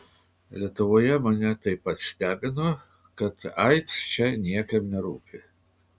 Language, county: Lithuanian, Kaunas